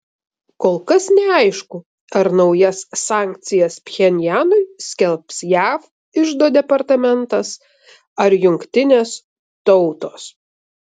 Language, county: Lithuanian, Vilnius